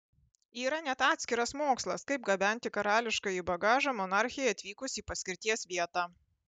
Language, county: Lithuanian, Panevėžys